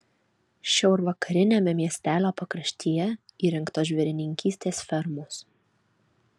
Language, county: Lithuanian, Alytus